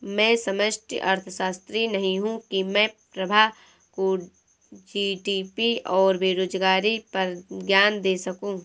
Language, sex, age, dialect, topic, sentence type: Hindi, female, 18-24, Awadhi Bundeli, banking, statement